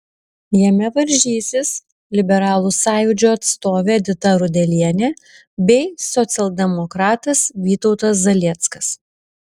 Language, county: Lithuanian, Šiauliai